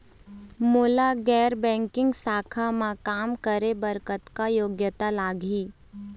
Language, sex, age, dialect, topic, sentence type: Chhattisgarhi, female, 18-24, Eastern, banking, question